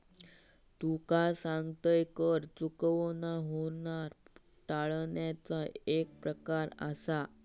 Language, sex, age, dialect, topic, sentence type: Marathi, male, 18-24, Southern Konkan, banking, statement